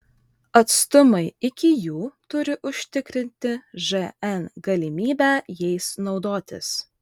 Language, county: Lithuanian, Vilnius